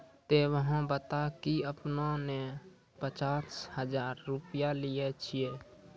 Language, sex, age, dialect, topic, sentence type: Maithili, male, 18-24, Angika, banking, question